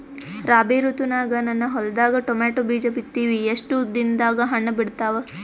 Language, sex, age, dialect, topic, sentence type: Kannada, female, 18-24, Northeastern, agriculture, question